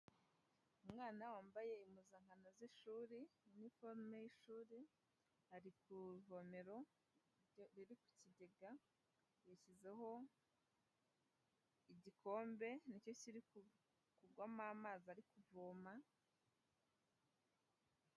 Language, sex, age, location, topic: Kinyarwanda, female, 18-24, Huye, health